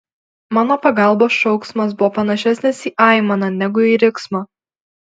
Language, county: Lithuanian, Alytus